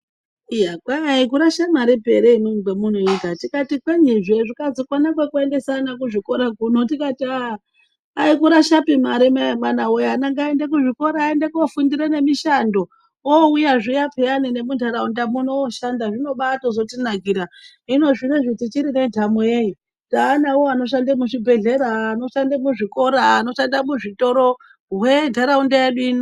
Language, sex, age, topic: Ndau, male, 36-49, health